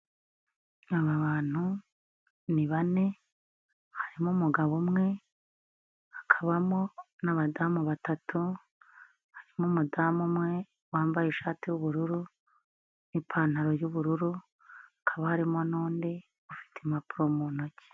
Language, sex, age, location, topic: Kinyarwanda, female, 25-35, Nyagatare, health